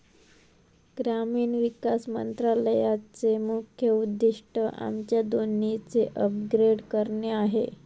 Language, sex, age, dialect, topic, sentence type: Marathi, female, 18-24, Southern Konkan, agriculture, statement